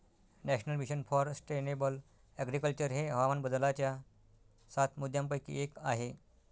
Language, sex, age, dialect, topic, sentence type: Marathi, male, 60-100, Northern Konkan, agriculture, statement